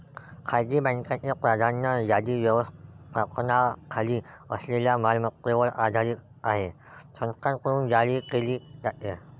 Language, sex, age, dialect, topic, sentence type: Marathi, male, 18-24, Varhadi, banking, statement